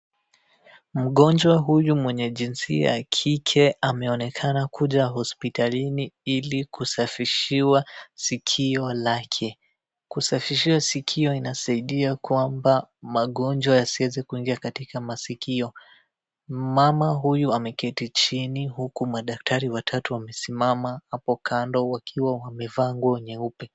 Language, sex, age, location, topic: Swahili, male, 18-24, Wajir, health